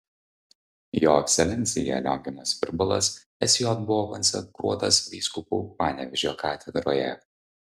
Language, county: Lithuanian, Vilnius